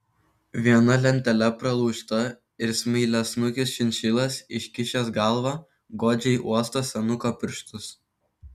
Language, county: Lithuanian, Kaunas